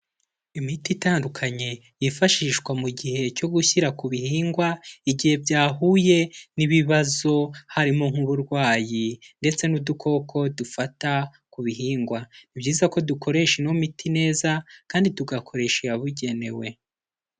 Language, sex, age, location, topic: Kinyarwanda, male, 18-24, Kigali, agriculture